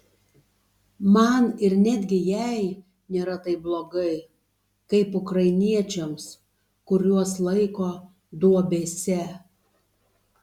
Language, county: Lithuanian, Tauragė